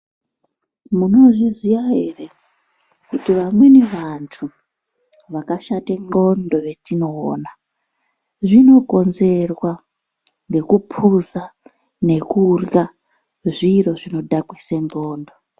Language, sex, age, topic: Ndau, male, 36-49, health